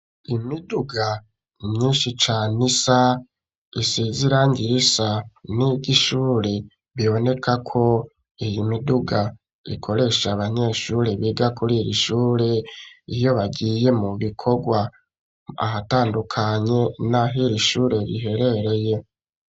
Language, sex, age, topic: Rundi, male, 25-35, education